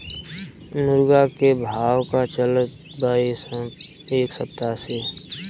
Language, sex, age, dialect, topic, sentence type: Bhojpuri, male, 18-24, Southern / Standard, agriculture, question